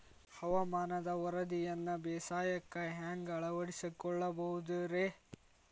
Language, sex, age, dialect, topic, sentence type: Kannada, male, 18-24, Dharwad Kannada, agriculture, question